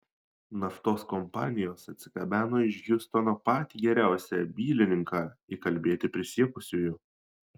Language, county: Lithuanian, Šiauliai